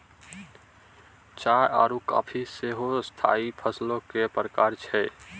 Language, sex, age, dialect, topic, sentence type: Maithili, male, 41-45, Angika, agriculture, statement